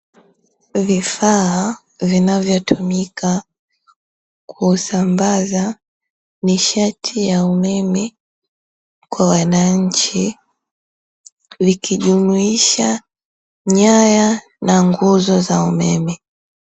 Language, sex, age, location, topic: Swahili, female, 18-24, Dar es Salaam, government